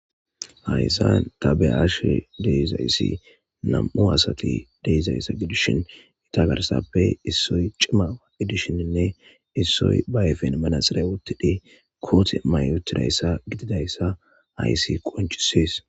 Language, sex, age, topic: Gamo, male, 18-24, government